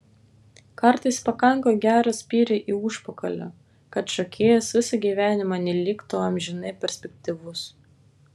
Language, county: Lithuanian, Vilnius